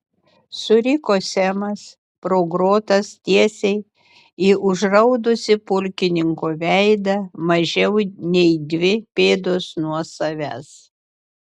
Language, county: Lithuanian, Utena